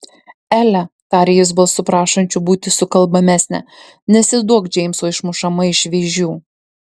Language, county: Lithuanian, Marijampolė